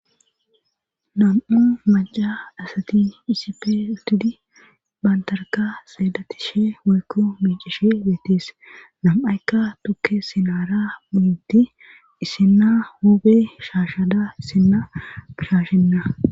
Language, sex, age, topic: Gamo, female, 36-49, government